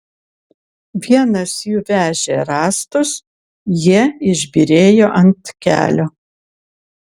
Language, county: Lithuanian, Kaunas